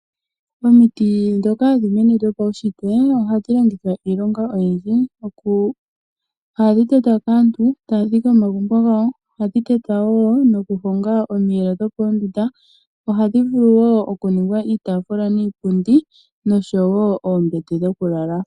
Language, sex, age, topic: Oshiwambo, female, 18-24, finance